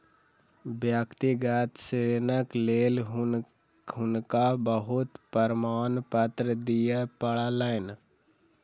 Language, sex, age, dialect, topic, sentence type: Maithili, male, 60-100, Southern/Standard, banking, statement